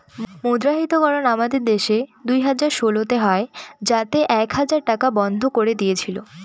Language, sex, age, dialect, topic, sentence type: Bengali, female, 18-24, Northern/Varendri, banking, statement